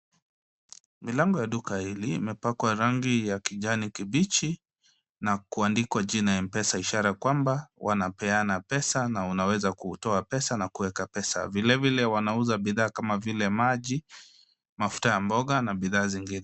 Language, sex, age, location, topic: Swahili, male, 25-35, Kisumu, finance